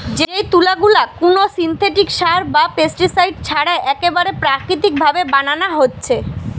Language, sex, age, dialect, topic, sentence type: Bengali, female, 25-30, Western, agriculture, statement